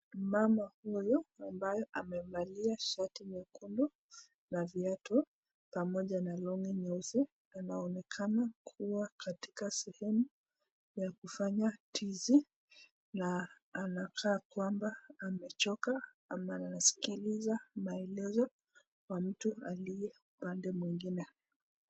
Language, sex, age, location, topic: Swahili, female, 36-49, Nakuru, education